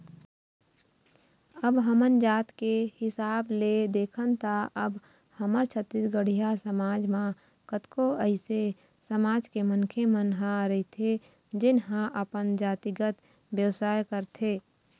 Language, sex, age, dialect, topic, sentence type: Chhattisgarhi, female, 25-30, Eastern, banking, statement